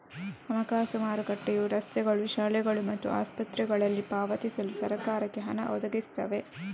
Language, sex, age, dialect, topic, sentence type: Kannada, female, 25-30, Coastal/Dakshin, banking, statement